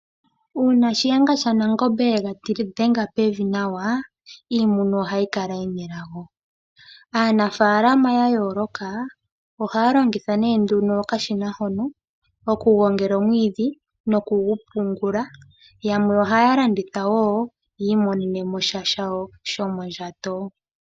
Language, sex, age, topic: Oshiwambo, female, 18-24, agriculture